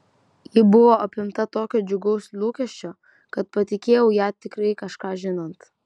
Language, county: Lithuanian, Vilnius